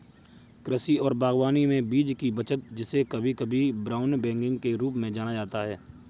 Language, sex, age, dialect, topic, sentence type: Hindi, male, 56-60, Kanauji Braj Bhasha, agriculture, statement